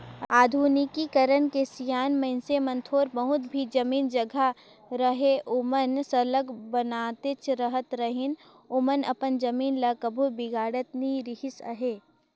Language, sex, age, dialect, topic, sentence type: Chhattisgarhi, female, 18-24, Northern/Bhandar, banking, statement